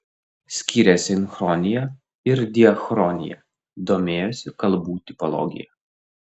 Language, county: Lithuanian, Klaipėda